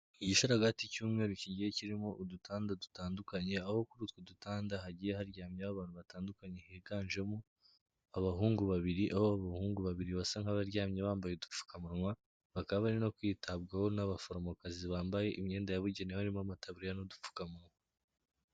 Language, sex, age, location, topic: Kinyarwanda, male, 18-24, Kigali, health